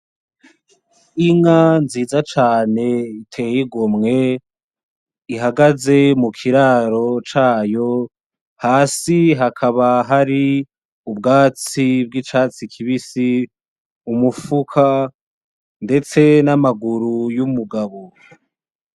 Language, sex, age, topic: Rundi, male, 18-24, agriculture